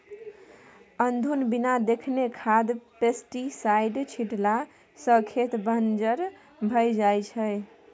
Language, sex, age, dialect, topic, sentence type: Maithili, female, 18-24, Bajjika, agriculture, statement